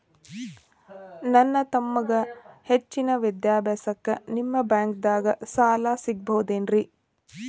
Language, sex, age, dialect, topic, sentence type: Kannada, female, 31-35, Dharwad Kannada, banking, question